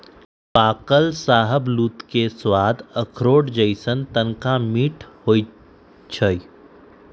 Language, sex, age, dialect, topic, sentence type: Magahi, male, 25-30, Western, agriculture, statement